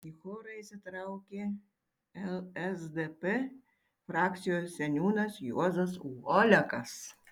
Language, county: Lithuanian, Tauragė